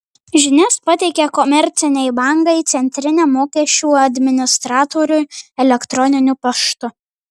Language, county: Lithuanian, Marijampolė